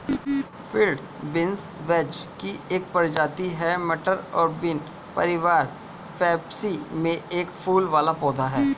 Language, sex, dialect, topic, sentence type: Hindi, male, Hindustani Malvi Khadi Boli, agriculture, statement